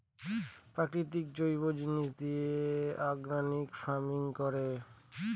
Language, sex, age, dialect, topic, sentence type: Bengali, male, <18, Northern/Varendri, agriculture, statement